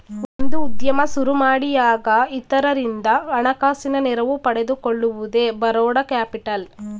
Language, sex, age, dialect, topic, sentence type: Kannada, female, 18-24, Mysore Kannada, banking, statement